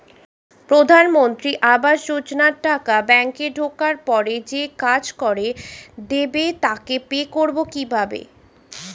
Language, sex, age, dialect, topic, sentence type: Bengali, female, 25-30, Standard Colloquial, banking, question